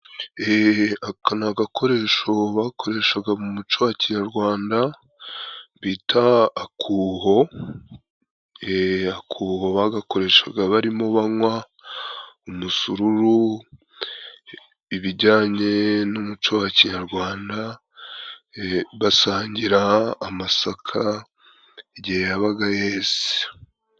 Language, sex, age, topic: Kinyarwanda, male, 25-35, government